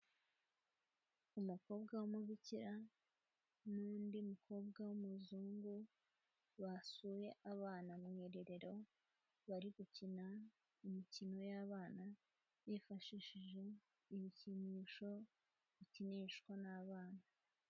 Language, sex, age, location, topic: Kinyarwanda, female, 18-24, Kigali, health